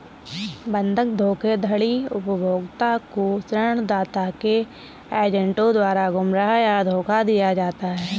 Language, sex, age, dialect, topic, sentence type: Hindi, female, 60-100, Kanauji Braj Bhasha, banking, statement